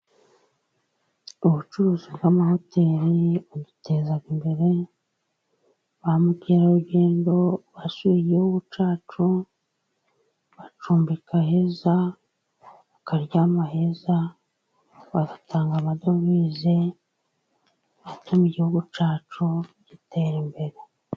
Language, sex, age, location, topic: Kinyarwanda, female, 36-49, Musanze, finance